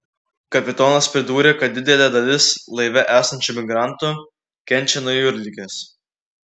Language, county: Lithuanian, Klaipėda